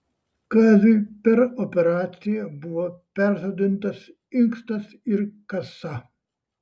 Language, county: Lithuanian, Šiauliai